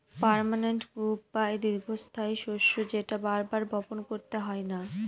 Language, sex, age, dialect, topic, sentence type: Bengali, female, 18-24, Northern/Varendri, agriculture, statement